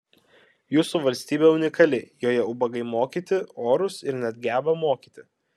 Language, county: Lithuanian, Kaunas